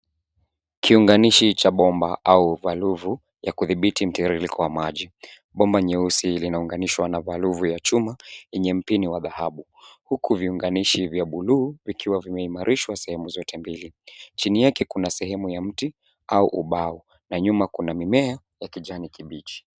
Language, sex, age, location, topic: Swahili, male, 18-24, Nairobi, government